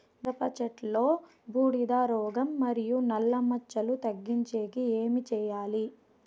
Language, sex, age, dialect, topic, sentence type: Telugu, female, 18-24, Southern, agriculture, question